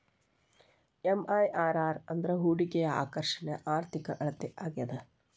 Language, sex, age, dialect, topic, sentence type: Kannada, female, 36-40, Dharwad Kannada, banking, statement